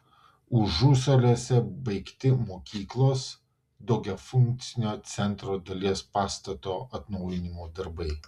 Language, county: Lithuanian, Vilnius